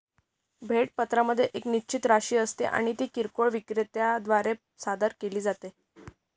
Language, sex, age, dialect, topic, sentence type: Marathi, female, 51-55, Northern Konkan, banking, statement